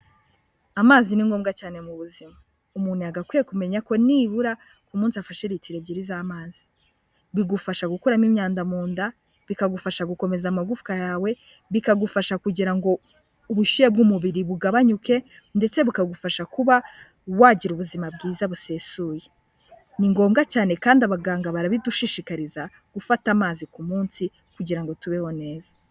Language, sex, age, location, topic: Kinyarwanda, female, 18-24, Kigali, health